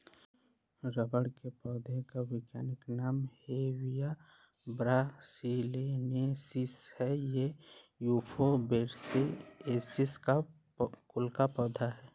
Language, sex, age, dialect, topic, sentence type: Hindi, male, 18-24, Awadhi Bundeli, agriculture, statement